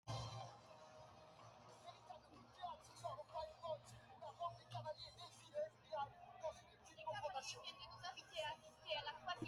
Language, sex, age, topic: Kinyarwanda, male, 25-35, education